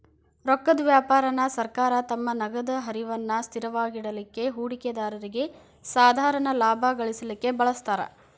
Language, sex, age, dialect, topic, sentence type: Kannada, female, 25-30, Dharwad Kannada, banking, statement